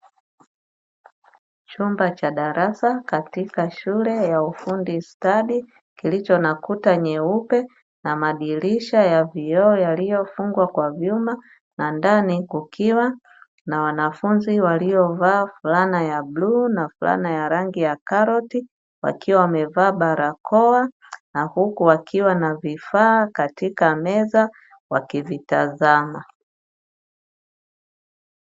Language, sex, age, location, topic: Swahili, female, 50+, Dar es Salaam, education